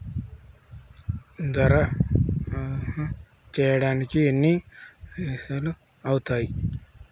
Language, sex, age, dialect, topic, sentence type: Telugu, male, 18-24, Telangana, banking, question